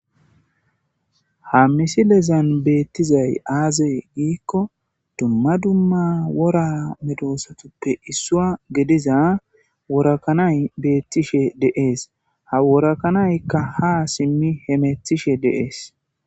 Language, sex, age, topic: Gamo, male, 18-24, agriculture